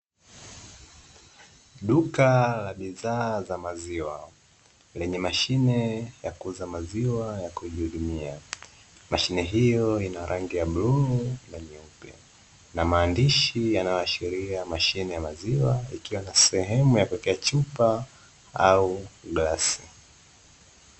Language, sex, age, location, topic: Swahili, male, 18-24, Dar es Salaam, finance